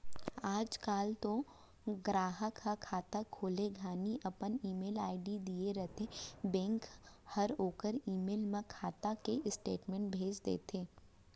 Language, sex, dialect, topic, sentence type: Chhattisgarhi, female, Central, banking, statement